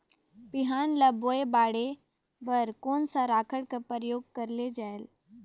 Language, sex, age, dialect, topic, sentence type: Chhattisgarhi, female, 18-24, Northern/Bhandar, agriculture, question